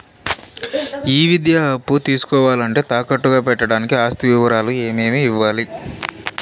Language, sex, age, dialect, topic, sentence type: Telugu, male, 25-30, Southern, banking, question